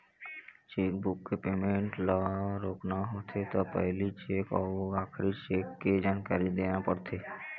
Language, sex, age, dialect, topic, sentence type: Chhattisgarhi, male, 18-24, Eastern, banking, statement